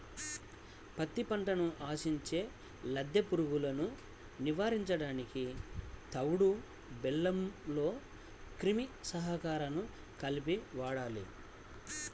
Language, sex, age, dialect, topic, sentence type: Telugu, male, 36-40, Central/Coastal, agriculture, statement